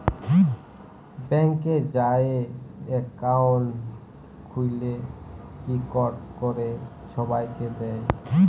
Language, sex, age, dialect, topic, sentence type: Bengali, male, 18-24, Jharkhandi, banking, statement